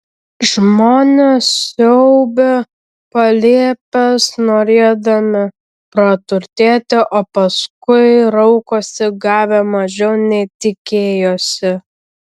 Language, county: Lithuanian, Vilnius